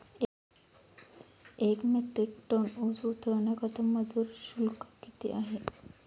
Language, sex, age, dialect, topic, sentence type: Marathi, female, 25-30, Standard Marathi, agriculture, question